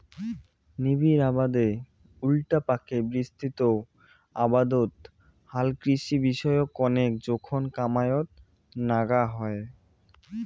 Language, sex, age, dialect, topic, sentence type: Bengali, male, 18-24, Rajbangshi, agriculture, statement